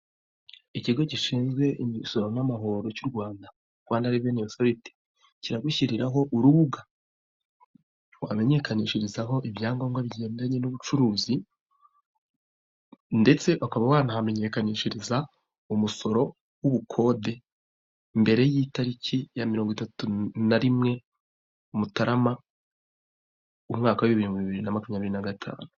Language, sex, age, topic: Kinyarwanda, male, 36-49, government